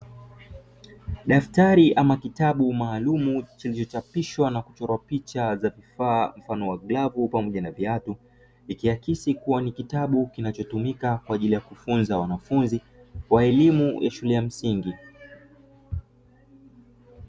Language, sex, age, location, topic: Swahili, male, 25-35, Dar es Salaam, education